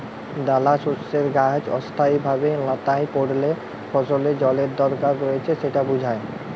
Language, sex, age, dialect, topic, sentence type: Bengali, male, 18-24, Jharkhandi, agriculture, statement